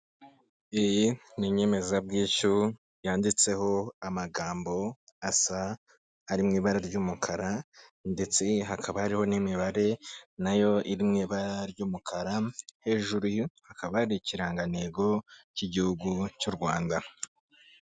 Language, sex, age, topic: Kinyarwanda, male, 18-24, finance